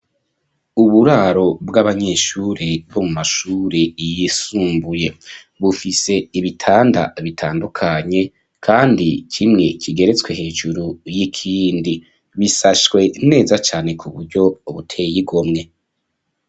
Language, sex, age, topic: Rundi, male, 25-35, education